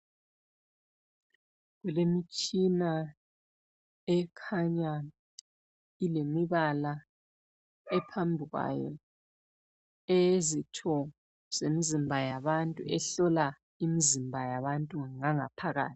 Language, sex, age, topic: North Ndebele, female, 25-35, health